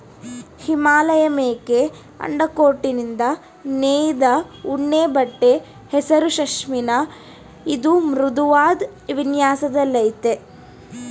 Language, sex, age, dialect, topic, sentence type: Kannada, female, 18-24, Mysore Kannada, agriculture, statement